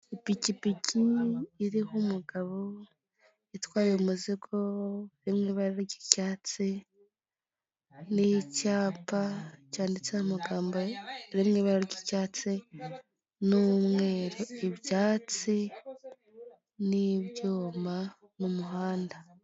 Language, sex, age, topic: Kinyarwanda, female, 18-24, finance